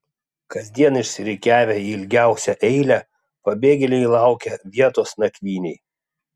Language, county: Lithuanian, Klaipėda